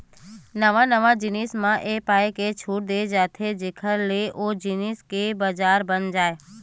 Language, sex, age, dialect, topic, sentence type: Chhattisgarhi, female, 31-35, Western/Budati/Khatahi, banking, statement